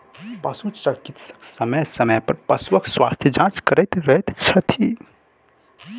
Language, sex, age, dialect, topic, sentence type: Maithili, male, 18-24, Southern/Standard, agriculture, statement